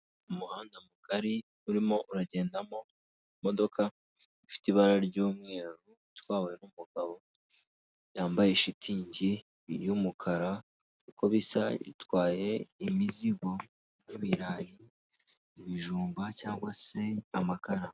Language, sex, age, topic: Kinyarwanda, female, 18-24, government